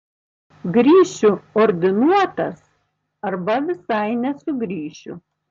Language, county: Lithuanian, Tauragė